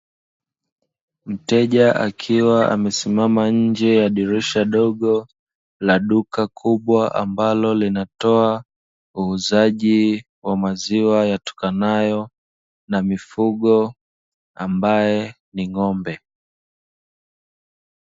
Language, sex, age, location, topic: Swahili, male, 25-35, Dar es Salaam, finance